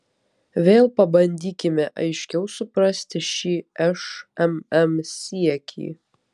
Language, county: Lithuanian, Vilnius